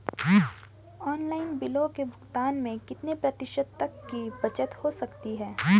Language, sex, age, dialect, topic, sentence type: Hindi, female, 18-24, Garhwali, banking, question